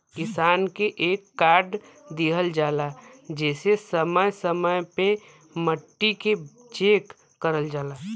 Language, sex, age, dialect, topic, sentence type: Bhojpuri, male, 25-30, Western, agriculture, statement